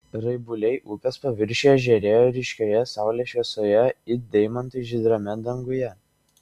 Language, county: Lithuanian, Šiauliai